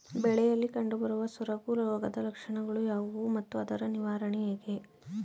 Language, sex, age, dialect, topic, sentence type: Kannada, female, 18-24, Mysore Kannada, agriculture, question